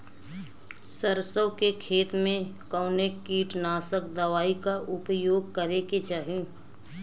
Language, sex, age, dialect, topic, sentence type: Bhojpuri, female, 25-30, Western, agriculture, question